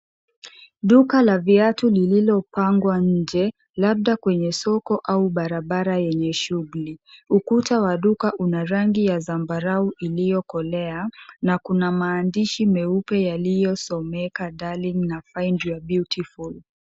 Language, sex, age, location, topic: Swahili, female, 25-35, Kisii, finance